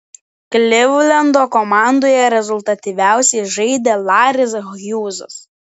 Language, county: Lithuanian, Telšiai